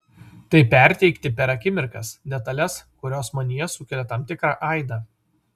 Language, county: Lithuanian, Vilnius